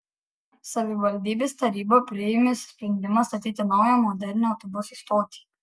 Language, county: Lithuanian, Kaunas